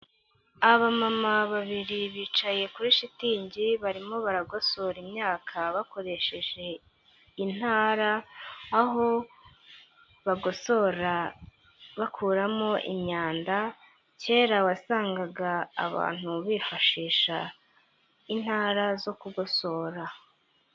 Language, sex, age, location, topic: Kinyarwanda, female, 25-35, Huye, agriculture